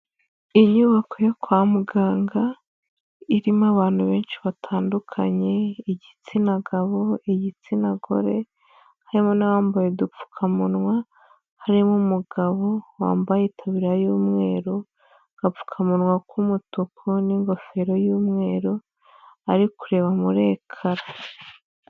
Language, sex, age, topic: Kinyarwanda, female, 25-35, health